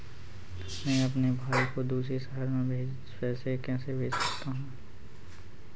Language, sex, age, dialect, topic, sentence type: Hindi, male, 18-24, Awadhi Bundeli, banking, question